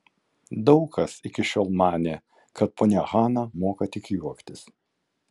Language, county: Lithuanian, Kaunas